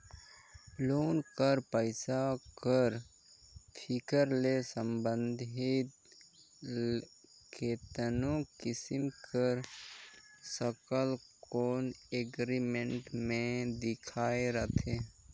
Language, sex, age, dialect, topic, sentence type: Chhattisgarhi, male, 56-60, Northern/Bhandar, banking, statement